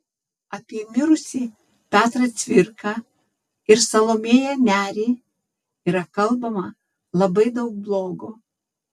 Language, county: Lithuanian, Tauragė